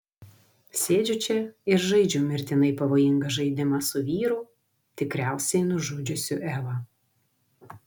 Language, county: Lithuanian, Vilnius